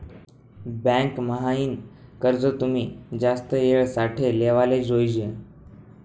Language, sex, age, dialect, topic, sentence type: Marathi, male, 18-24, Northern Konkan, banking, statement